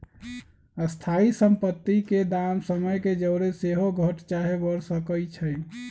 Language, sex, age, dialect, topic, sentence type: Magahi, male, 36-40, Western, banking, statement